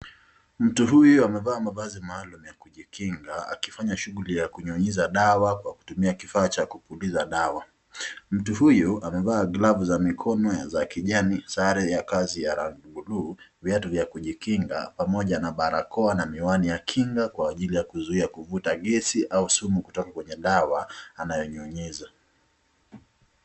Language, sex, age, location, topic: Swahili, male, 25-35, Nakuru, health